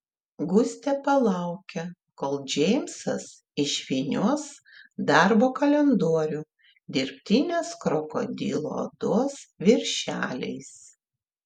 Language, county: Lithuanian, Klaipėda